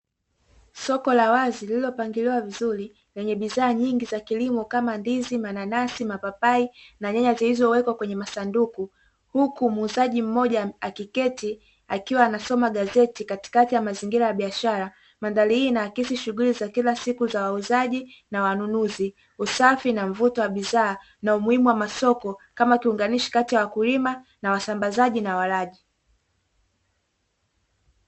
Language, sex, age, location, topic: Swahili, female, 25-35, Dar es Salaam, finance